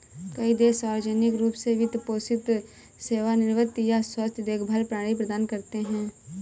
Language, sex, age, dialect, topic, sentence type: Hindi, female, 18-24, Awadhi Bundeli, banking, statement